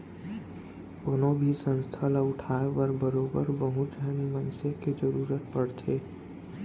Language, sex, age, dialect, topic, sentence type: Chhattisgarhi, male, 18-24, Central, banking, statement